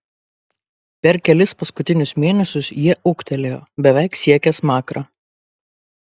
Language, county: Lithuanian, Kaunas